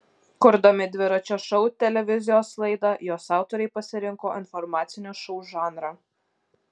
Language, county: Lithuanian, Alytus